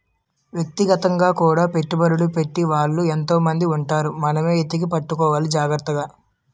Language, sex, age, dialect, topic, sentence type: Telugu, male, 18-24, Utterandhra, banking, statement